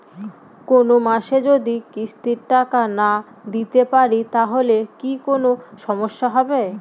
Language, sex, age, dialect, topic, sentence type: Bengali, female, 18-24, Northern/Varendri, banking, question